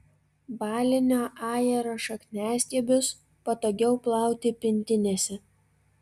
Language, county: Lithuanian, Vilnius